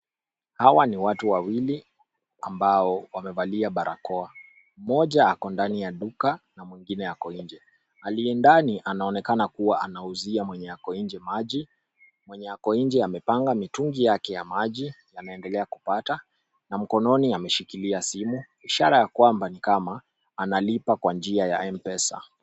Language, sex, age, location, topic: Swahili, male, 25-35, Nairobi, health